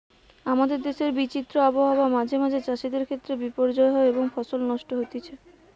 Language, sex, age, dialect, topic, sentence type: Bengali, female, 18-24, Western, agriculture, statement